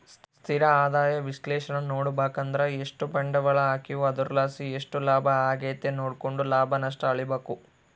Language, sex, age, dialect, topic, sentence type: Kannada, male, 41-45, Central, banking, statement